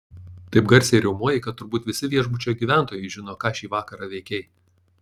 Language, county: Lithuanian, Panevėžys